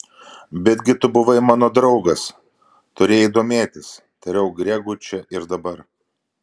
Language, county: Lithuanian, Vilnius